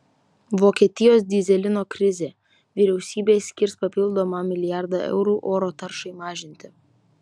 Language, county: Lithuanian, Vilnius